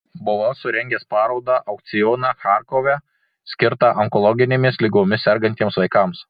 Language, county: Lithuanian, Marijampolė